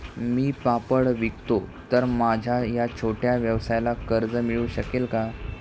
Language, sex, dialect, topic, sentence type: Marathi, male, Standard Marathi, banking, question